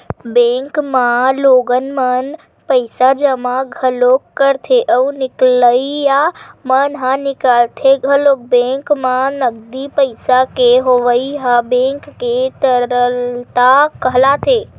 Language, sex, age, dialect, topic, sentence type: Chhattisgarhi, female, 25-30, Western/Budati/Khatahi, banking, statement